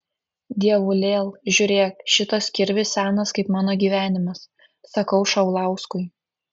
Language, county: Lithuanian, Kaunas